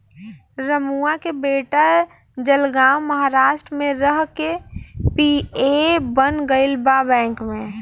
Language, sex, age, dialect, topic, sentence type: Bhojpuri, female, 18-24, Southern / Standard, banking, question